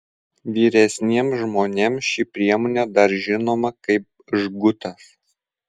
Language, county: Lithuanian, Vilnius